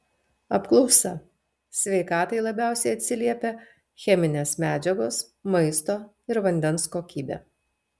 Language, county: Lithuanian, Telšiai